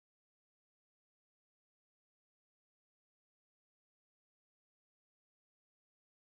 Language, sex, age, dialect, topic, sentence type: Bengali, male, 18-24, Rajbangshi, banking, question